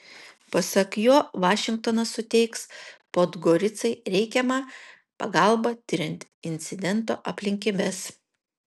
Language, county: Lithuanian, Kaunas